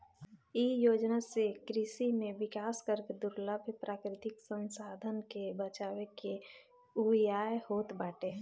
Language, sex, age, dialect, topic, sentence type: Bhojpuri, female, 25-30, Northern, agriculture, statement